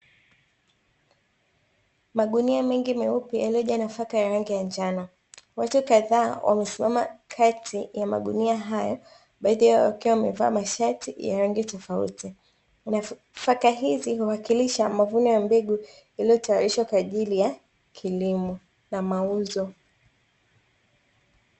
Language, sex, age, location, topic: Swahili, female, 25-35, Dar es Salaam, agriculture